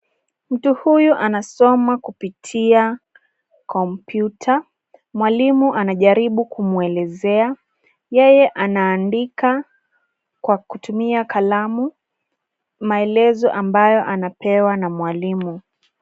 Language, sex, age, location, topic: Swahili, female, 25-35, Nairobi, education